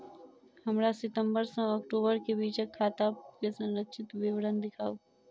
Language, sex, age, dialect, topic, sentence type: Maithili, female, 46-50, Southern/Standard, banking, question